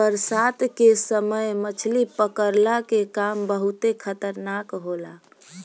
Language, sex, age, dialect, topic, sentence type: Bhojpuri, female, <18, Southern / Standard, agriculture, statement